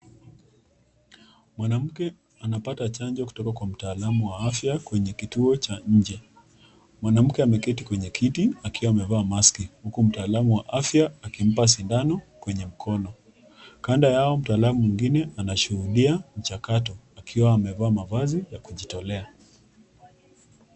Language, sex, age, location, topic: Swahili, female, 25-35, Nakuru, health